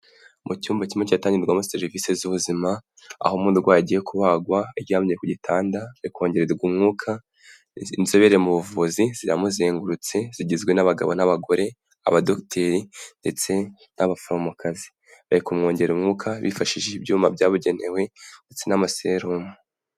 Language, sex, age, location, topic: Kinyarwanda, male, 18-24, Kigali, health